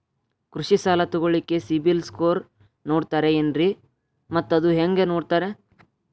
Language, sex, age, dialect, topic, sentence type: Kannada, male, 18-24, Dharwad Kannada, banking, question